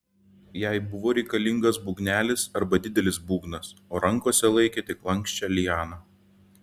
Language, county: Lithuanian, Šiauliai